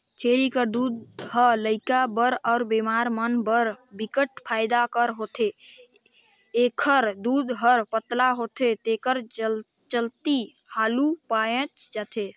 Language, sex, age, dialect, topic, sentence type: Chhattisgarhi, male, 25-30, Northern/Bhandar, agriculture, statement